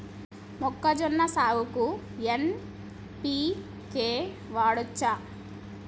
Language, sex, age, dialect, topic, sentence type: Telugu, female, 25-30, Telangana, agriculture, question